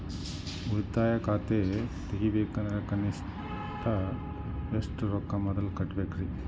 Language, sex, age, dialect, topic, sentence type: Kannada, male, 41-45, Dharwad Kannada, banking, question